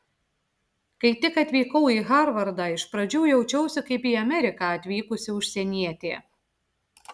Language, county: Lithuanian, Klaipėda